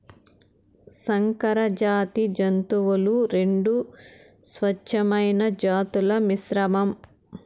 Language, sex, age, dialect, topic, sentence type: Telugu, male, 18-24, Southern, agriculture, statement